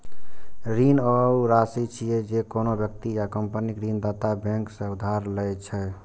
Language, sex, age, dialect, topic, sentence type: Maithili, male, 18-24, Eastern / Thethi, banking, statement